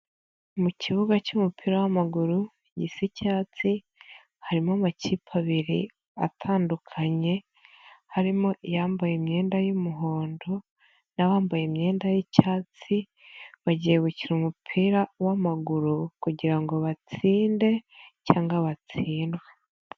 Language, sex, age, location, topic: Kinyarwanda, female, 25-35, Nyagatare, government